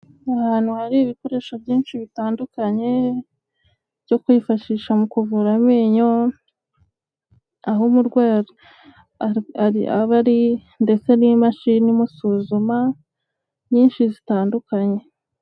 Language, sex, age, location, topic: Kinyarwanda, female, 25-35, Huye, health